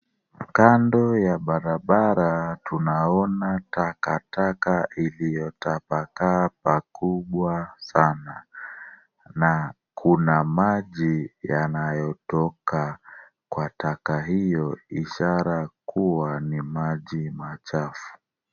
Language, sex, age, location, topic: Swahili, male, 36-49, Kisumu, government